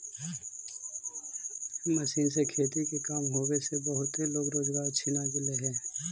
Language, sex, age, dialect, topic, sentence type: Magahi, male, 25-30, Central/Standard, agriculture, statement